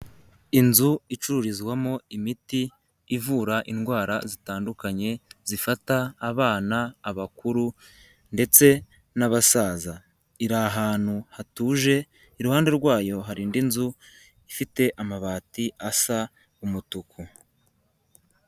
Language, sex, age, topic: Kinyarwanda, male, 18-24, health